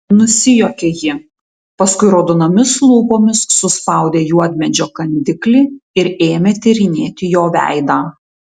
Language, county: Lithuanian, Tauragė